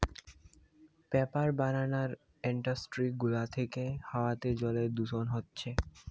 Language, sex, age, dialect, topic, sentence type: Bengali, male, 18-24, Western, agriculture, statement